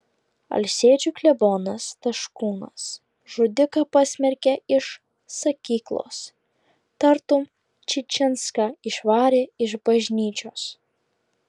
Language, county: Lithuanian, Klaipėda